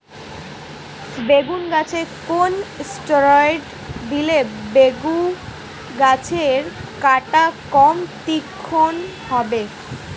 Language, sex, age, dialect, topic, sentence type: Bengali, female, 18-24, Standard Colloquial, agriculture, question